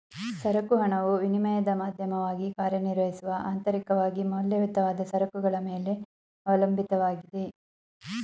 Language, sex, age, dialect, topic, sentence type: Kannada, female, 36-40, Mysore Kannada, banking, statement